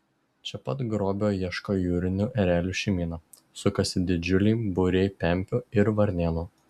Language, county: Lithuanian, Šiauliai